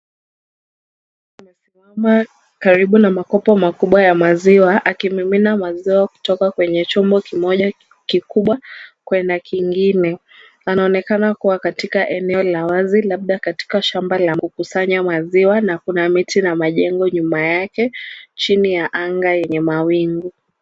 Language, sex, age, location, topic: Swahili, female, 18-24, Kisumu, agriculture